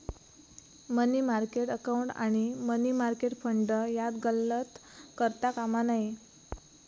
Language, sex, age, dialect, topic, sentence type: Marathi, female, 18-24, Southern Konkan, banking, statement